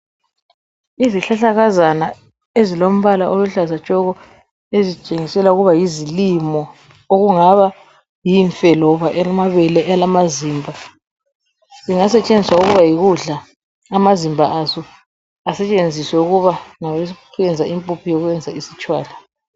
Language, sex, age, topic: North Ndebele, female, 36-49, health